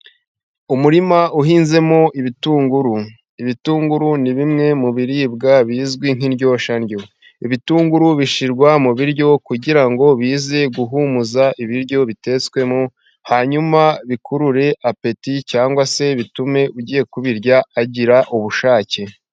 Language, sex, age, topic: Kinyarwanda, male, 25-35, agriculture